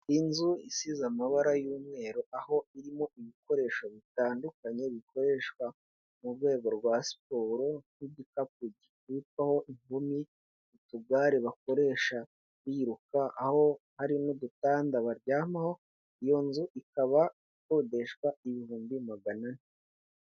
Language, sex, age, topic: Kinyarwanda, male, 18-24, finance